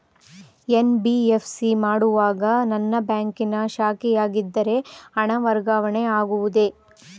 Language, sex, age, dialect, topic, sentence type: Kannada, female, 25-30, Mysore Kannada, banking, question